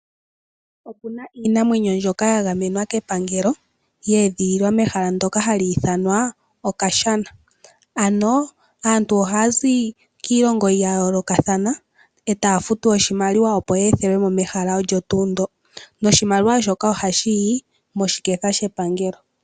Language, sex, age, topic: Oshiwambo, female, 18-24, agriculture